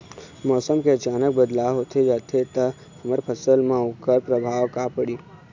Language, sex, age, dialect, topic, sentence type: Chhattisgarhi, male, 18-24, Eastern, agriculture, question